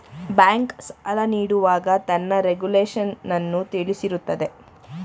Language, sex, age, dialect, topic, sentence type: Kannada, female, 18-24, Mysore Kannada, banking, statement